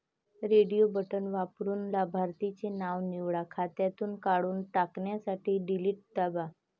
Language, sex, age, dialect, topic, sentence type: Marathi, female, 18-24, Varhadi, banking, statement